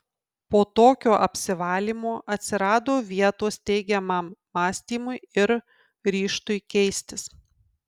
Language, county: Lithuanian, Kaunas